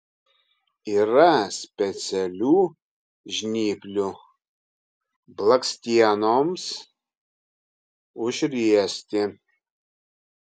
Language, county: Lithuanian, Kaunas